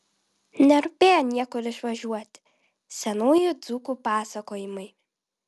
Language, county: Lithuanian, Vilnius